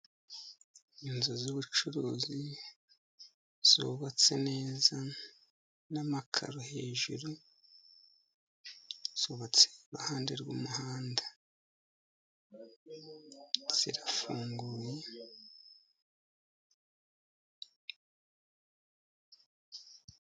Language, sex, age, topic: Kinyarwanda, male, 50+, finance